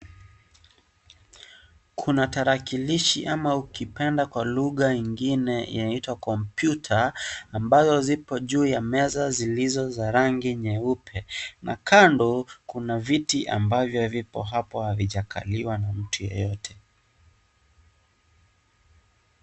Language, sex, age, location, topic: Swahili, male, 18-24, Kisii, education